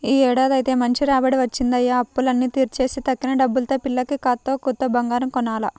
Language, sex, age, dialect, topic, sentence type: Telugu, male, 36-40, Central/Coastal, agriculture, statement